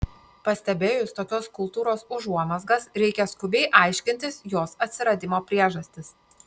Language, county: Lithuanian, Panevėžys